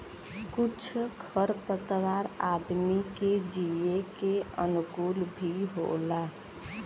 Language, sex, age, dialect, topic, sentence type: Bhojpuri, female, 18-24, Western, agriculture, statement